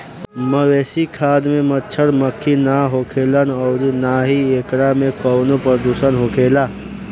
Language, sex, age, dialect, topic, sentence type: Bhojpuri, male, <18, Southern / Standard, agriculture, statement